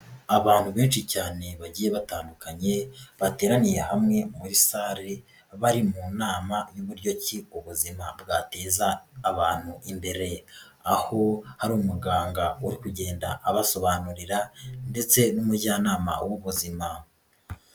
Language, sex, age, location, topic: Kinyarwanda, female, 36-49, Nyagatare, health